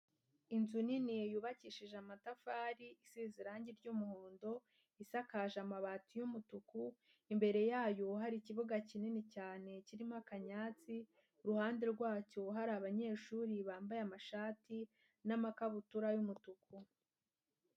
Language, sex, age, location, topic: Kinyarwanda, female, 18-24, Huye, education